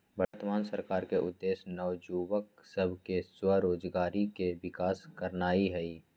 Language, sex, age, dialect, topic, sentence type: Magahi, male, 25-30, Western, banking, statement